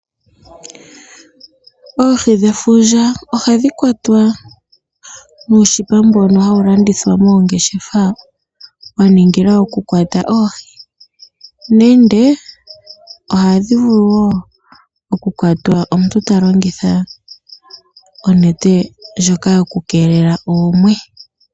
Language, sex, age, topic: Oshiwambo, female, 18-24, agriculture